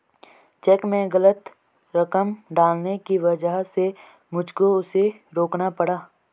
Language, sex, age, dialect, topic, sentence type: Hindi, male, 18-24, Garhwali, banking, statement